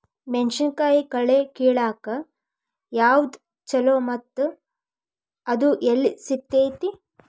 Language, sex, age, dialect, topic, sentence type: Kannada, female, 18-24, Dharwad Kannada, agriculture, question